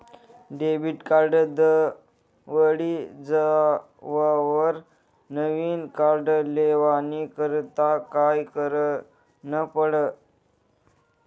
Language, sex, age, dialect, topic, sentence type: Marathi, male, 31-35, Northern Konkan, banking, statement